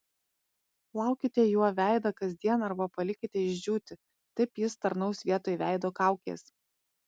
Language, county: Lithuanian, Panevėžys